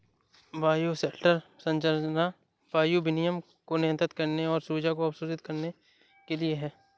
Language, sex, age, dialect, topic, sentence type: Hindi, male, 18-24, Awadhi Bundeli, agriculture, statement